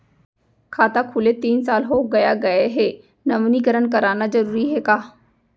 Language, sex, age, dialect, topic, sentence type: Chhattisgarhi, female, 25-30, Central, banking, question